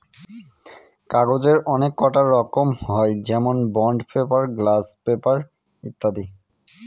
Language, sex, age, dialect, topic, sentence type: Bengali, male, 25-30, Northern/Varendri, agriculture, statement